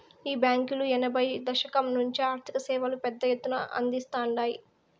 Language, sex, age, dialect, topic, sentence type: Telugu, female, 18-24, Southern, banking, statement